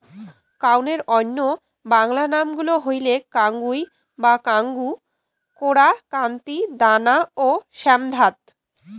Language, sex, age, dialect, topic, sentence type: Bengali, female, 18-24, Rajbangshi, agriculture, statement